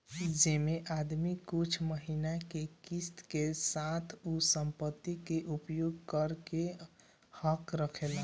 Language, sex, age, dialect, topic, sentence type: Bhojpuri, male, 18-24, Northern, banking, statement